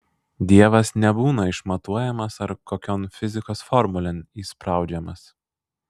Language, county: Lithuanian, Vilnius